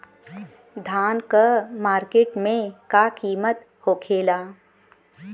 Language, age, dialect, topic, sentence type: Bhojpuri, 25-30, Western, agriculture, question